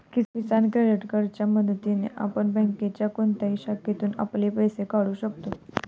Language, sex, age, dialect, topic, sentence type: Marathi, female, 18-24, Standard Marathi, agriculture, statement